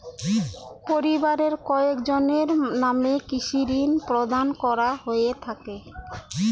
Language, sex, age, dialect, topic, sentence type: Bengali, female, 31-35, Rajbangshi, banking, question